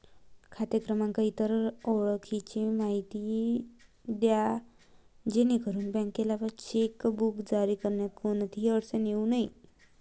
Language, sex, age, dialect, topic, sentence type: Marathi, female, 18-24, Varhadi, banking, statement